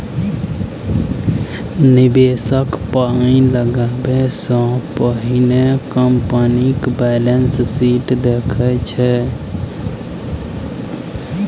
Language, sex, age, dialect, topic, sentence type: Maithili, male, 18-24, Bajjika, banking, statement